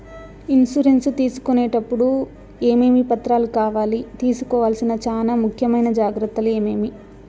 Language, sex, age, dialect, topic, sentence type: Telugu, female, 18-24, Southern, banking, question